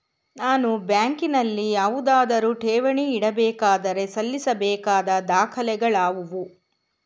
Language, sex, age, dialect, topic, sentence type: Kannada, female, 51-55, Mysore Kannada, banking, question